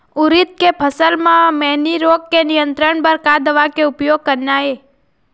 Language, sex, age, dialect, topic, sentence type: Chhattisgarhi, female, 25-30, Eastern, agriculture, question